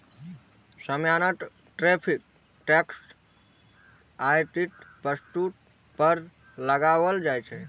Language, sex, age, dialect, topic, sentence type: Maithili, male, 18-24, Eastern / Thethi, banking, statement